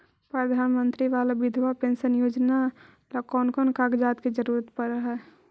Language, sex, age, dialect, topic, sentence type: Magahi, female, 25-30, Central/Standard, banking, question